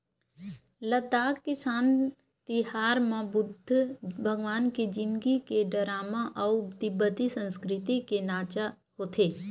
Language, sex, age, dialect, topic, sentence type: Chhattisgarhi, female, 18-24, Western/Budati/Khatahi, agriculture, statement